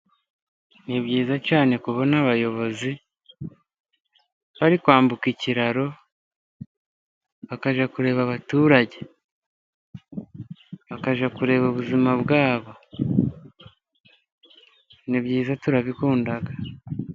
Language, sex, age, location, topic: Kinyarwanda, male, 25-35, Musanze, government